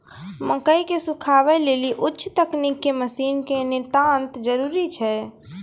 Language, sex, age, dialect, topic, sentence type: Maithili, female, 25-30, Angika, agriculture, question